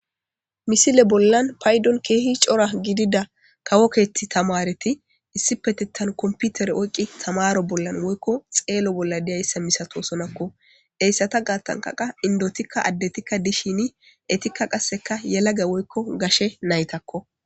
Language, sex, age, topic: Gamo, female, 18-24, government